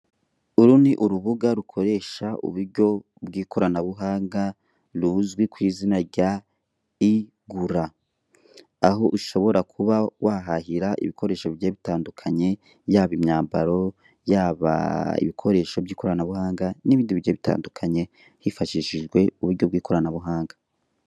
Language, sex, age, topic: Kinyarwanda, male, 18-24, finance